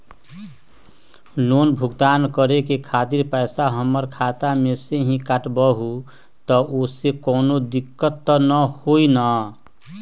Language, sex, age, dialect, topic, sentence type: Magahi, male, 60-100, Western, banking, question